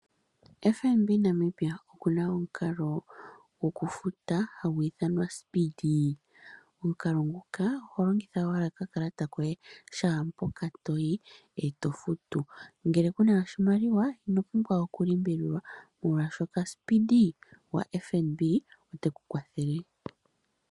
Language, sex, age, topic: Oshiwambo, female, 18-24, finance